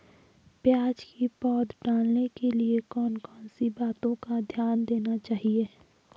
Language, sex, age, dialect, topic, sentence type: Hindi, female, 25-30, Garhwali, agriculture, question